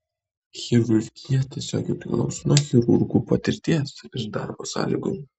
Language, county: Lithuanian, Kaunas